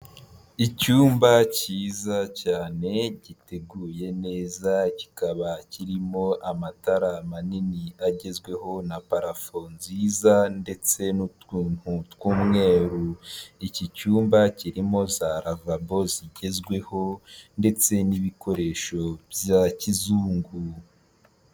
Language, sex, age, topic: Kinyarwanda, male, 18-24, health